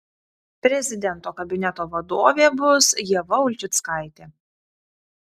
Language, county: Lithuanian, Vilnius